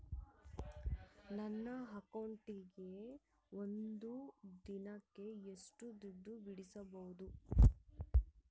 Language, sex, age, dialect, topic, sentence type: Kannada, female, 18-24, Central, banking, question